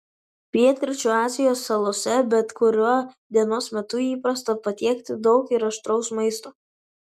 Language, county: Lithuanian, Vilnius